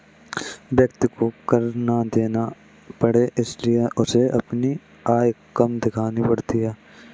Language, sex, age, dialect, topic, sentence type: Hindi, male, 18-24, Kanauji Braj Bhasha, banking, statement